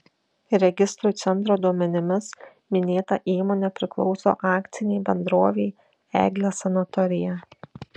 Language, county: Lithuanian, Šiauliai